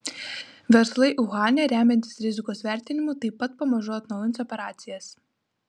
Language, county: Lithuanian, Vilnius